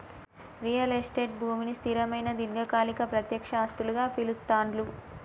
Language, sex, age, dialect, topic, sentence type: Telugu, female, 25-30, Telangana, banking, statement